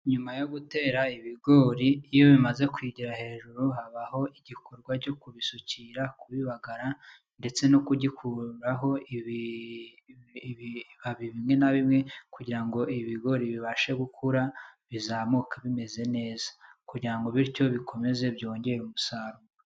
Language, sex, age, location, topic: Kinyarwanda, male, 25-35, Kigali, agriculture